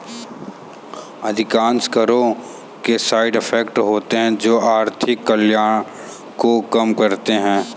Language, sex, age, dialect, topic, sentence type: Hindi, male, 18-24, Kanauji Braj Bhasha, banking, statement